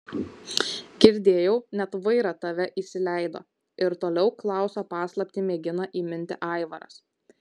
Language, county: Lithuanian, Kaunas